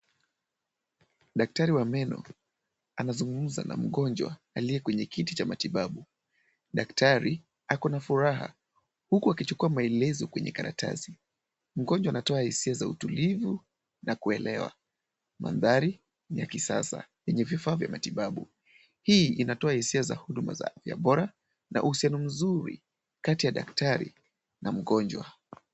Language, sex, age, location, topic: Swahili, male, 18-24, Kisumu, health